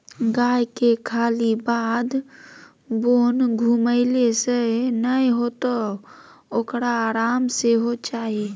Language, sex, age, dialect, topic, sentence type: Maithili, female, 18-24, Bajjika, agriculture, statement